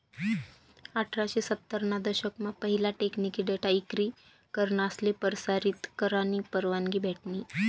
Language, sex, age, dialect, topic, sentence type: Marathi, female, 25-30, Northern Konkan, banking, statement